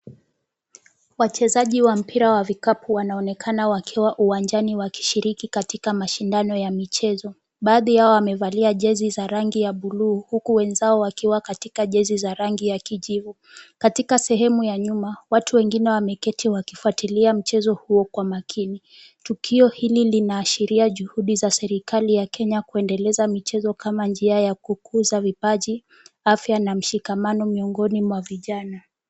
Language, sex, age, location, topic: Swahili, female, 18-24, Kisumu, government